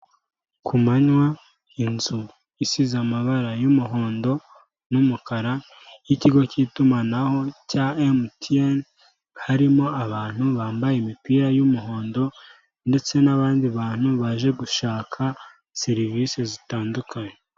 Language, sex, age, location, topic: Kinyarwanda, male, 18-24, Kigali, finance